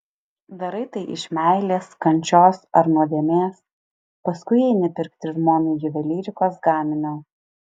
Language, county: Lithuanian, Alytus